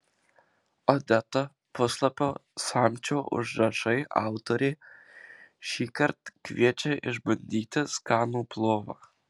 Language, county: Lithuanian, Marijampolė